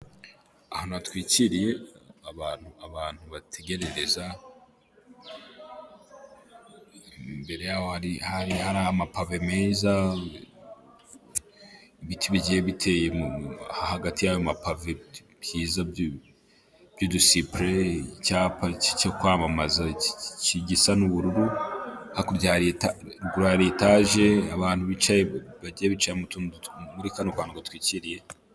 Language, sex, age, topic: Kinyarwanda, male, 18-24, government